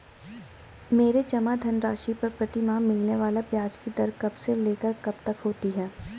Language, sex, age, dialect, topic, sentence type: Hindi, female, 18-24, Garhwali, banking, question